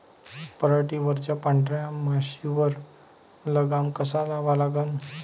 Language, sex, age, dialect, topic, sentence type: Marathi, male, 31-35, Varhadi, agriculture, question